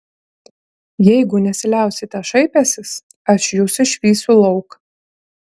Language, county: Lithuanian, Klaipėda